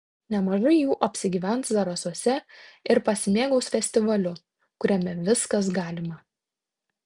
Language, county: Lithuanian, Tauragė